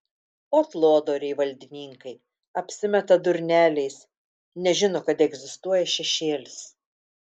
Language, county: Lithuanian, Telšiai